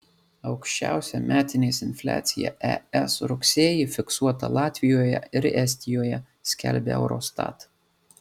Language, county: Lithuanian, Marijampolė